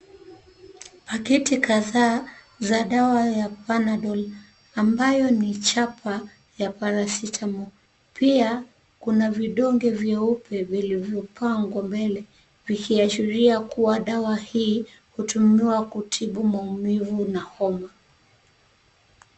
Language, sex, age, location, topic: Swahili, female, 36-49, Nairobi, health